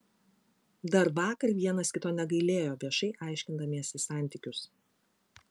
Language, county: Lithuanian, Klaipėda